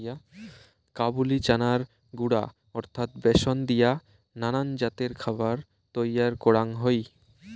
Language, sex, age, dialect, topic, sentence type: Bengali, male, 18-24, Rajbangshi, agriculture, statement